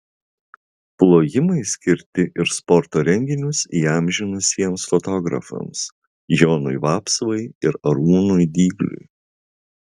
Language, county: Lithuanian, Vilnius